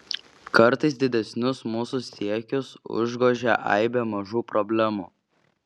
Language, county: Lithuanian, Šiauliai